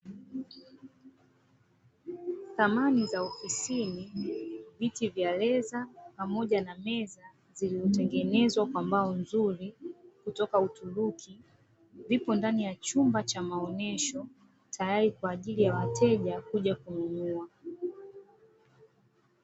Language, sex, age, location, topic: Swahili, female, 25-35, Dar es Salaam, finance